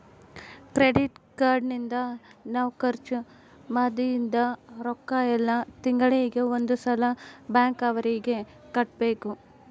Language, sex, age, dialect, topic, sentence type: Kannada, female, 18-24, Central, banking, statement